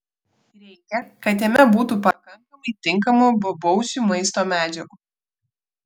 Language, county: Lithuanian, Vilnius